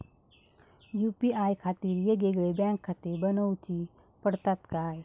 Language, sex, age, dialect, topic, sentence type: Marathi, female, 18-24, Southern Konkan, banking, question